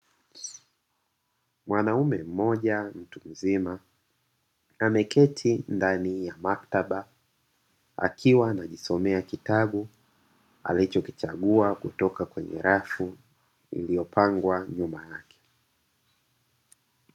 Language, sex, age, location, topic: Swahili, male, 36-49, Dar es Salaam, education